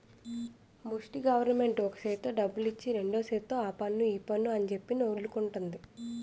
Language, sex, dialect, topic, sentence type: Telugu, female, Utterandhra, banking, statement